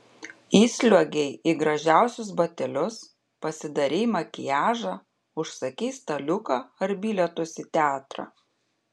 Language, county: Lithuanian, Panevėžys